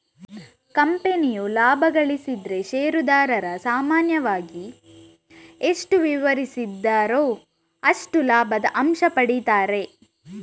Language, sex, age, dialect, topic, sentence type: Kannada, female, 18-24, Coastal/Dakshin, banking, statement